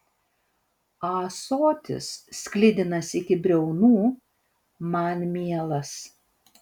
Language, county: Lithuanian, Vilnius